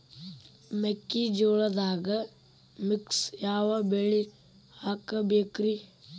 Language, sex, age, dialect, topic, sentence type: Kannada, male, 18-24, Dharwad Kannada, agriculture, question